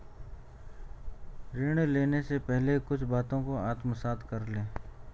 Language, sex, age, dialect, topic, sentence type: Hindi, male, 51-55, Garhwali, banking, statement